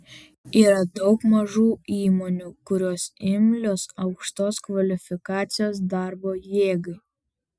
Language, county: Lithuanian, Vilnius